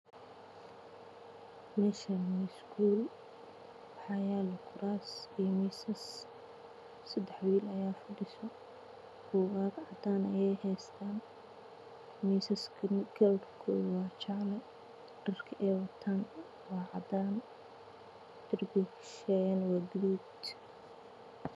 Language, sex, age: Somali, female, 25-35